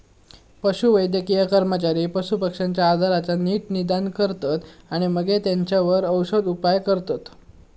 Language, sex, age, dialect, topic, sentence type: Marathi, male, 18-24, Southern Konkan, agriculture, statement